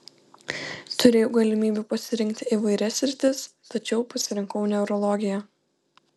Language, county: Lithuanian, Panevėžys